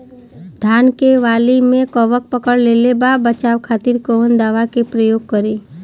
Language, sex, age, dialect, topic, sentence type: Bhojpuri, female, 25-30, Southern / Standard, agriculture, question